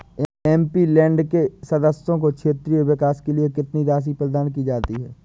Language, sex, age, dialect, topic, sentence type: Hindi, male, 25-30, Awadhi Bundeli, banking, statement